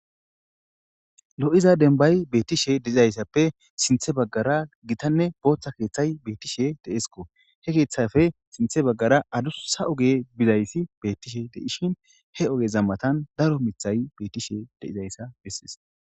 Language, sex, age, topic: Gamo, male, 18-24, government